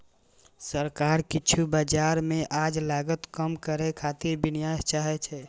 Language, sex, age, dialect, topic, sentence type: Maithili, male, 18-24, Eastern / Thethi, banking, statement